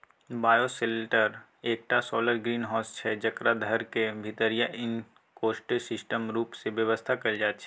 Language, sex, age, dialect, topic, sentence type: Maithili, male, 18-24, Bajjika, agriculture, statement